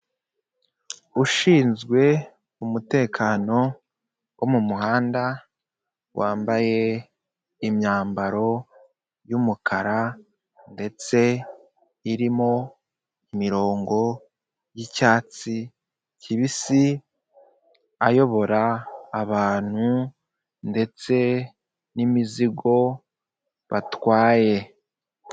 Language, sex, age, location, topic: Kinyarwanda, male, 25-35, Kigali, government